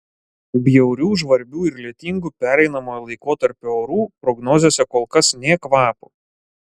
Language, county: Lithuanian, Klaipėda